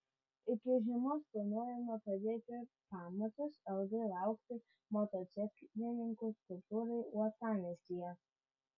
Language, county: Lithuanian, Vilnius